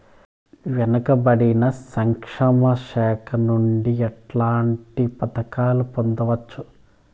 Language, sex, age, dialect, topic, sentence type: Telugu, male, 25-30, Southern, banking, question